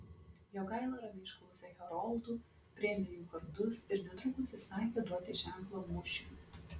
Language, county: Lithuanian, Klaipėda